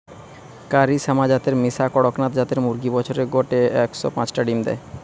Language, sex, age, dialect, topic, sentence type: Bengali, male, 25-30, Western, agriculture, statement